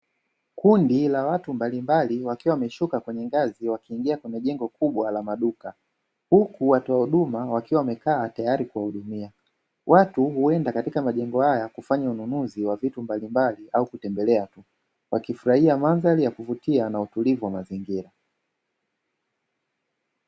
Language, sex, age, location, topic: Swahili, male, 25-35, Dar es Salaam, finance